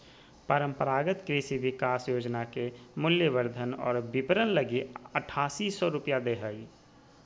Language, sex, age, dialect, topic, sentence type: Magahi, male, 36-40, Southern, agriculture, statement